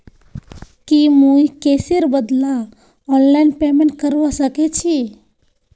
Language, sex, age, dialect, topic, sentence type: Magahi, female, 18-24, Northeastern/Surjapuri, banking, statement